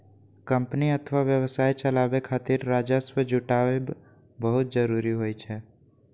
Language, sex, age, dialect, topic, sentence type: Maithili, male, 18-24, Eastern / Thethi, banking, statement